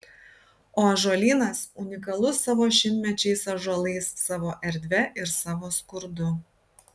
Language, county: Lithuanian, Kaunas